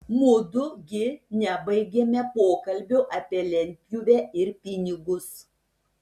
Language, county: Lithuanian, Šiauliai